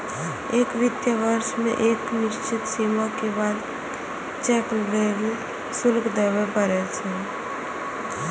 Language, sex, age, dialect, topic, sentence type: Maithili, female, 18-24, Eastern / Thethi, banking, statement